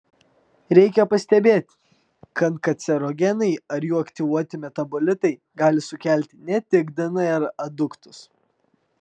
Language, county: Lithuanian, Vilnius